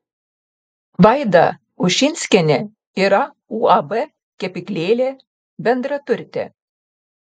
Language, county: Lithuanian, Panevėžys